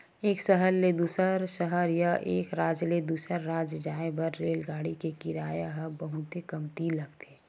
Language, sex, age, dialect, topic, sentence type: Chhattisgarhi, female, 18-24, Western/Budati/Khatahi, banking, statement